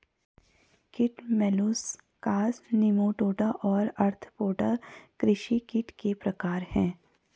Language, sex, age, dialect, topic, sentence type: Hindi, female, 51-55, Garhwali, agriculture, statement